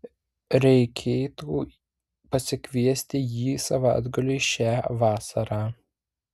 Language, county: Lithuanian, Vilnius